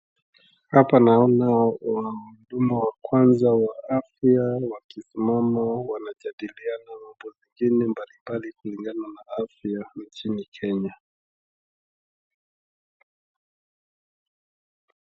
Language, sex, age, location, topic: Swahili, male, 25-35, Wajir, health